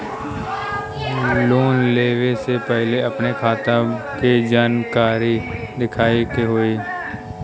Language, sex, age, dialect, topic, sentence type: Bhojpuri, male, 18-24, Western, banking, question